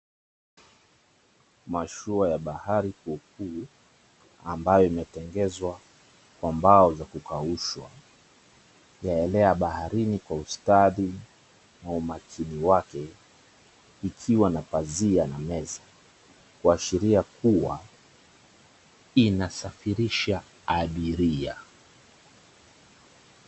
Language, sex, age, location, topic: Swahili, male, 36-49, Mombasa, government